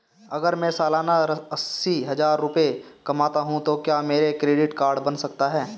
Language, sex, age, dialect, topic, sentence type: Hindi, male, 18-24, Marwari Dhudhari, banking, question